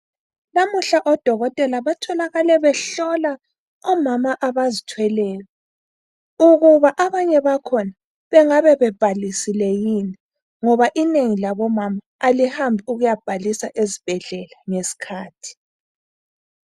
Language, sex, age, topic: North Ndebele, female, 25-35, health